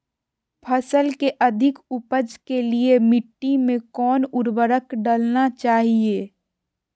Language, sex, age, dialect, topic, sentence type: Magahi, female, 41-45, Southern, agriculture, question